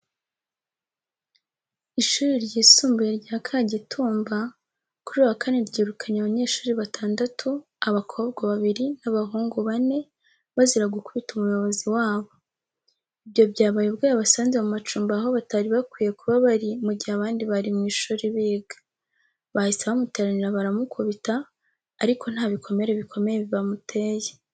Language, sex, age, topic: Kinyarwanda, female, 18-24, education